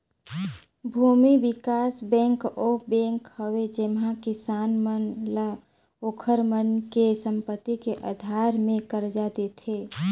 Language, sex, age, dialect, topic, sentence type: Chhattisgarhi, female, 25-30, Northern/Bhandar, banking, statement